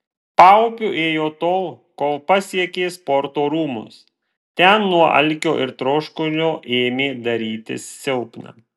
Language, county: Lithuanian, Vilnius